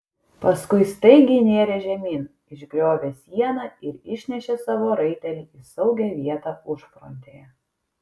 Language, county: Lithuanian, Kaunas